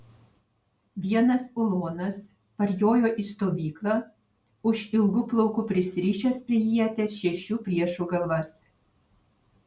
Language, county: Lithuanian, Vilnius